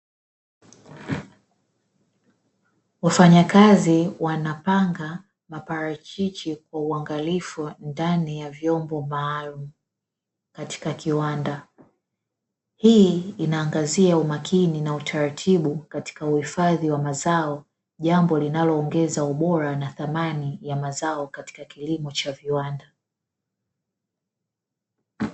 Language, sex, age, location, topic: Swahili, female, 25-35, Dar es Salaam, agriculture